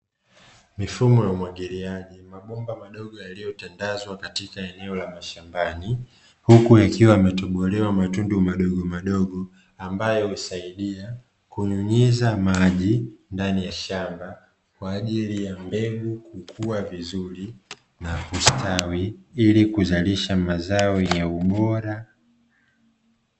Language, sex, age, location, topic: Swahili, male, 25-35, Dar es Salaam, agriculture